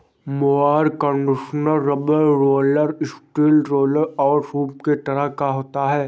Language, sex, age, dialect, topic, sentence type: Hindi, male, 46-50, Awadhi Bundeli, agriculture, statement